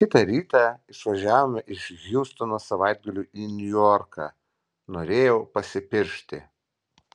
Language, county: Lithuanian, Vilnius